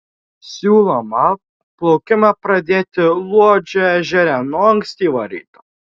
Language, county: Lithuanian, Šiauliai